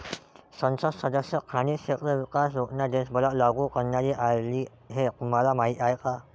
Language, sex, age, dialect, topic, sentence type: Marathi, male, 18-24, Varhadi, banking, statement